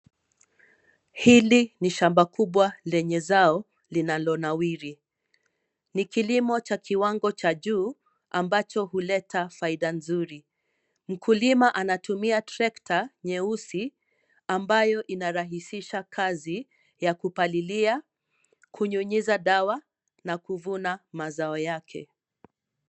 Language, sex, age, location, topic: Swahili, female, 18-24, Nairobi, agriculture